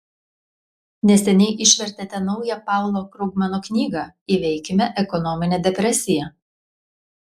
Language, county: Lithuanian, Klaipėda